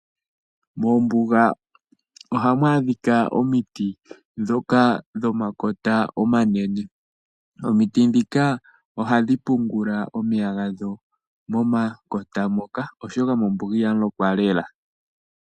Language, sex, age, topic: Oshiwambo, male, 25-35, agriculture